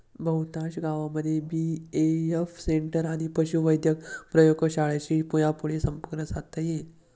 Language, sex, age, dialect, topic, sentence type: Marathi, male, 18-24, Standard Marathi, agriculture, statement